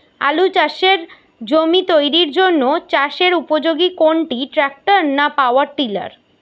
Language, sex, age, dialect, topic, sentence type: Bengali, female, 18-24, Rajbangshi, agriculture, question